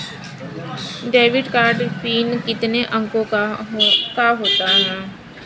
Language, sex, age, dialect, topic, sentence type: Hindi, female, 25-30, Kanauji Braj Bhasha, banking, question